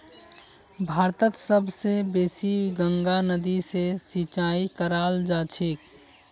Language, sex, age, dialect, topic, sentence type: Magahi, male, 56-60, Northeastern/Surjapuri, agriculture, statement